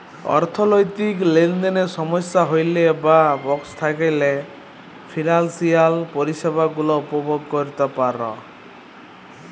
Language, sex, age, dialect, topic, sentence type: Bengali, male, 31-35, Jharkhandi, banking, statement